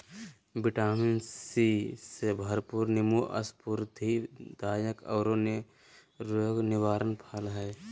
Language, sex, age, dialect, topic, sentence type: Magahi, male, 18-24, Southern, agriculture, statement